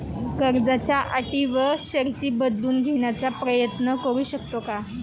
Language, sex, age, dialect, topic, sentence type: Marathi, female, 18-24, Standard Marathi, banking, question